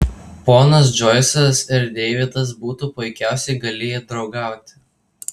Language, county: Lithuanian, Tauragė